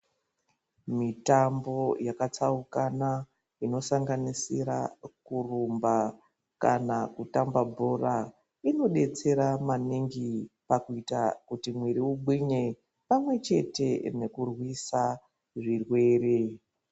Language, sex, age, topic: Ndau, female, 25-35, health